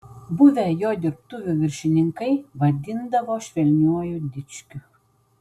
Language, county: Lithuanian, Vilnius